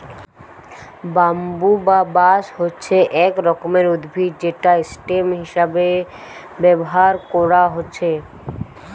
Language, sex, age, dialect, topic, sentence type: Bengali, female, 18-24, Western, agriculture, statement